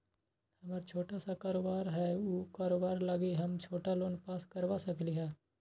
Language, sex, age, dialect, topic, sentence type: Magahi, male, 41-45, Western, banking, question